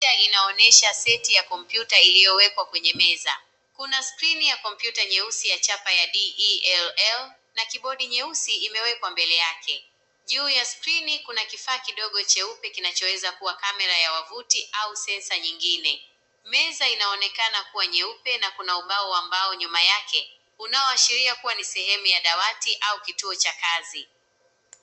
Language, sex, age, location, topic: Swahili, male, 18-24, Nakuru, education